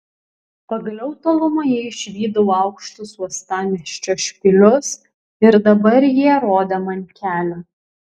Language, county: Lithuanian, Kaunas